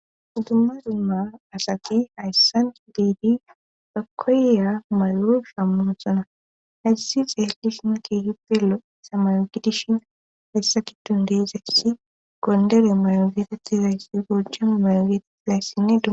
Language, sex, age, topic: Gamo, female, 25-35, government